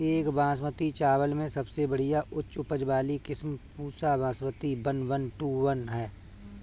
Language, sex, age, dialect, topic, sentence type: Bhojpuri, male, 36-40, Northern, agriculture, question